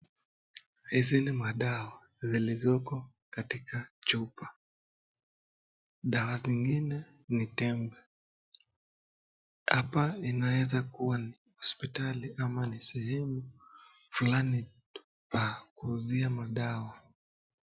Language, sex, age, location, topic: Swahili, male, 25-35, Nakuru, health